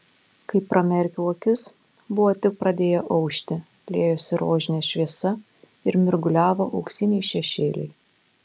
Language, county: Lithuanian, Panevėžys